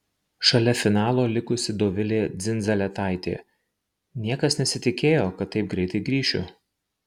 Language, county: Lithuanian, Marijampolė